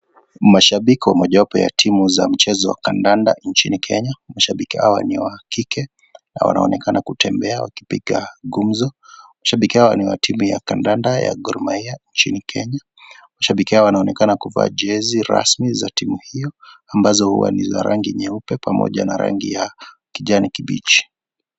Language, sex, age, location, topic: Swahili, male, 25-35, Kisii, government